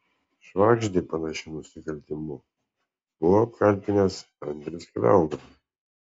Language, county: Lithuanian, Vilnius